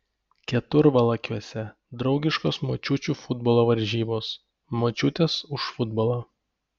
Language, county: Lithuanian, Panevėžys